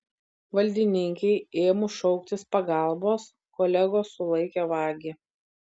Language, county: Lithuanian, Vilnius